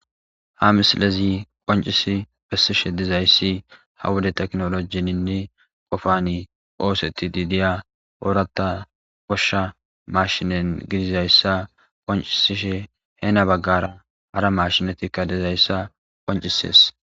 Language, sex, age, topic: Gamo, male, 18-24, agriculture